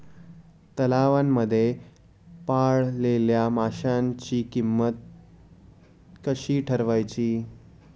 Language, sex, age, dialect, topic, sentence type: Marathi, male, 18-24, Standard Marathi, agriculture, question